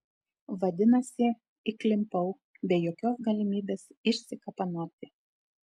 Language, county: Lithuanian, Telšiai